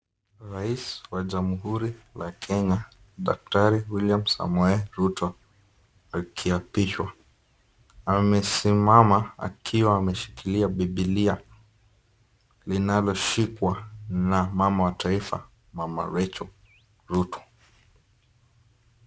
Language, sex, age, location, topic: Swahili, male, 36-49, Nakuru, government